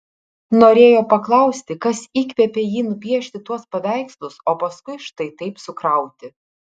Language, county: Lithuanian, Kaunas